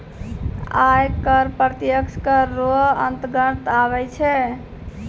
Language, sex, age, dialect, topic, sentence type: Maithili, female, 18-24, Angika, banking, statement